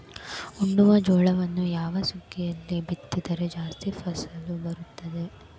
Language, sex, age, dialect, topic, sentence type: Kannada, female, 18-24, Dharwad Kannada, agriculture, question